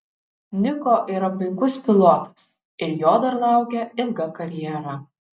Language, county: Lithuanian, Šiauliai